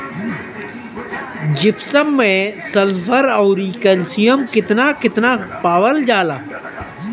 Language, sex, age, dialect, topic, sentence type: Bhojpuri, male, 31-35, Northern, agriculture, question